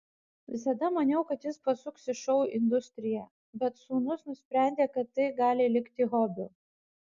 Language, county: Lithuanian, Kaunas